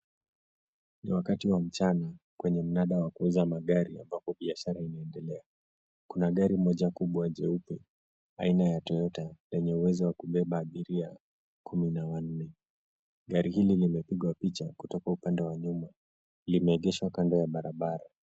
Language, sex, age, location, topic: Swahili, male, 18-24, Nairobi, finance